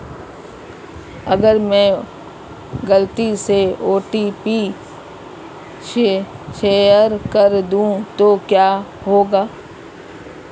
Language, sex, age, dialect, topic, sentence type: Hindi, female, 36-40, Marwari Dhudhari, banking, question